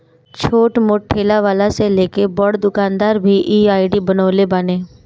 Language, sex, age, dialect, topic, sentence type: Bhojpuri, female, 18-24, Northern, banking, statement